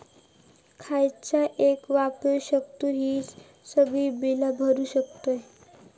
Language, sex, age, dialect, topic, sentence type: Marathi, female, 18-24, Southern Konkan, banking, question